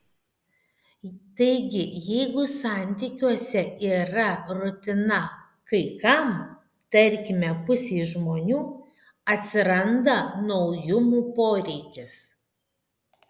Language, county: Lithuanian, Šiauliai